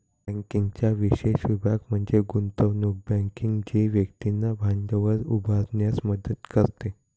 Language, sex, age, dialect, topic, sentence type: Marathi, male, 18-24, Northern Konkan, banking, statement